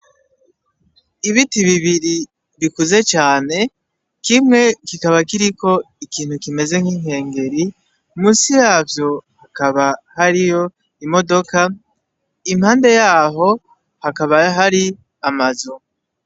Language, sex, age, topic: Rundi, male, 18-24, education